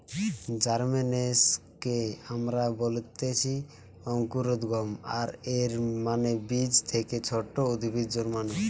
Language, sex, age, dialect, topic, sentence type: Bengali, male, 18-24, Western, agriculture, statement